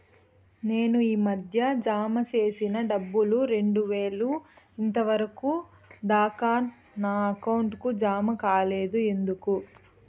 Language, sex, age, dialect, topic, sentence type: Telugu, female, 31-35, Southern, banking, question